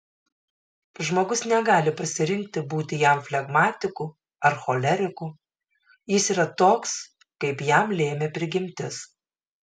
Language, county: Lithuanian, Šiauliai